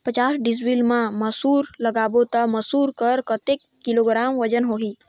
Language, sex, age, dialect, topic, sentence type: Chhattisgarhi, male, 25-30, Northern/Bhandar, agriculture, question